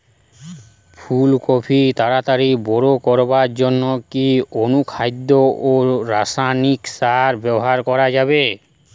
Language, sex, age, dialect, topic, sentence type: Bengali, male, 25-30, Western, agriculture, question